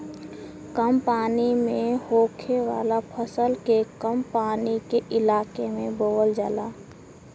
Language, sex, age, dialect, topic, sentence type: Bhojpuri, female, 18-24, Western, agriculture, statement